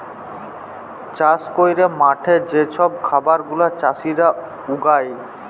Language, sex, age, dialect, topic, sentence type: Bengali, male, 18-24, Jharkhandi, agriculture, statement